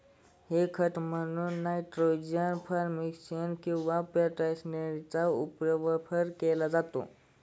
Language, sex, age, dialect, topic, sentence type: Marathi, male, 25-30, Standard Marathi, agriculture, statement